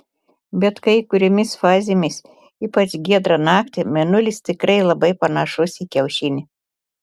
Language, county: Lithuanian, Telšiai